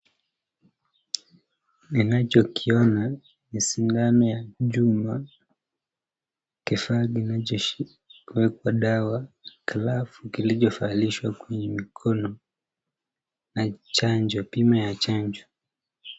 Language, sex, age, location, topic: Swahili, female, 18-24, Nakuru, health